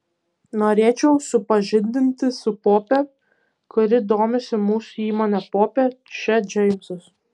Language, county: Lithuanian, Kaunas